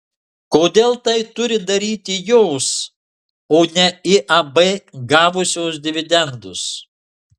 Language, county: Lithuanian, Marijampolė